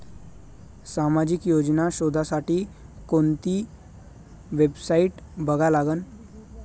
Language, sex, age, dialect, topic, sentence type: Marathi, male, 18-24, Varhadi, banking, question